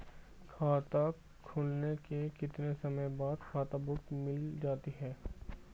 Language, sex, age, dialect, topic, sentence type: Hindi, male, 25-30, Hindustani Malvi Khadi Boli, banking, question